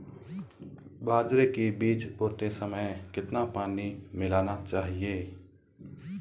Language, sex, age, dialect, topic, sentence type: Hindi, male, 25-30, Marwari Dhudhari, agriculture, question